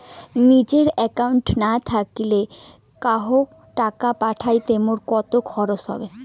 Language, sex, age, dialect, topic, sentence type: Bengali, female, 18-24, Rajbangshi, banking, question